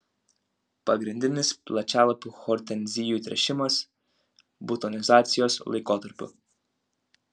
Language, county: Lithuanian, Utena